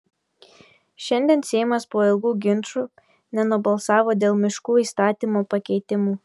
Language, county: Lithuanian, Telšiai